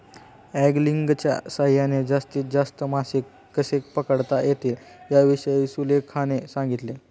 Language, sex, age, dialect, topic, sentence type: Marathi, male, 18-24, Standard Marathi, agriculture, statement